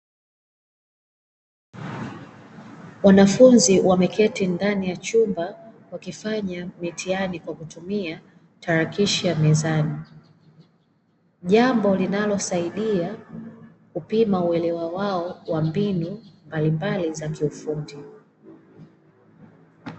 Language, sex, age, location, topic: Swahili, female, 25-35, Dar es Salaam, education